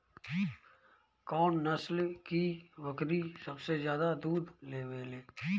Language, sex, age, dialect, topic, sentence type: Bhojpuri, male, 25-30, Northern, agriculture, statement